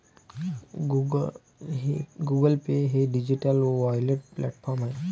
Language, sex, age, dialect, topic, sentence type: Marathi, male, 18-24, Varhadi, banking, statement